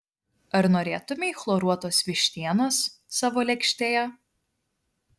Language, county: Lithuanian, Vilnius